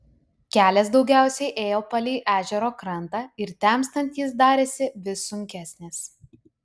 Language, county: Lithuanian, Utena